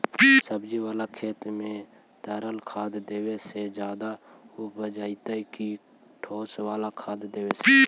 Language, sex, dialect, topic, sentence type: Magahi, male, Central/Standard, agriculture, question